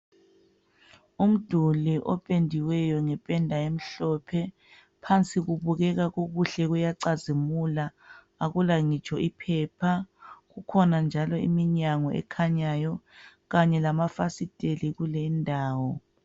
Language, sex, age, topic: North Ndebele, female, 25-35, health